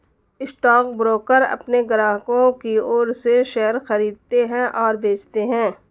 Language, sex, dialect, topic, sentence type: Hindi, female, Marwari Dhudhari, banking, statement